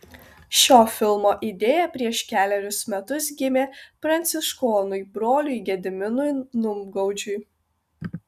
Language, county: Lithuanian, Tauragė